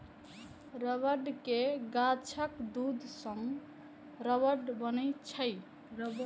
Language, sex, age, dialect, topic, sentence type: Maithili, female, 18-24, Eastern / Thethi, agriculture, statement